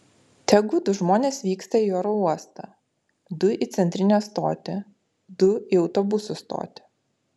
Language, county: Lithuanian, Utena